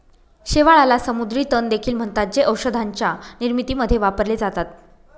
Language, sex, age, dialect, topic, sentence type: Marathi, female, 36-40, Northern Konkan, agriculture, statement